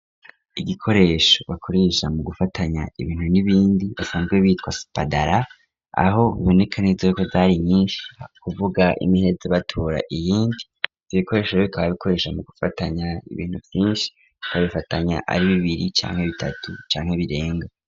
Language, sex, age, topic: Rundi, male, 18-24, education